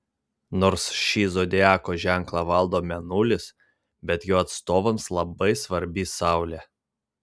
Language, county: Lithuanian, Vilnius